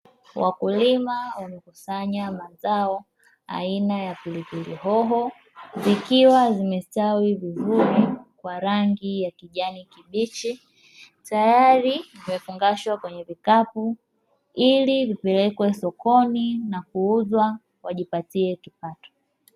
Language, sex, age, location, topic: Swahili, male, 18-24, Dar es Salaam, agriculture